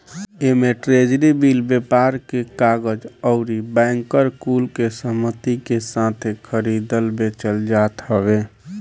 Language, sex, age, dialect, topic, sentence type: Bhojpuri, male, 18-24, Northern, banking, statement